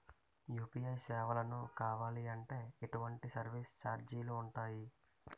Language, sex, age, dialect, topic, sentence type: Telugu, male, 18-24, Utterandhra, banking, question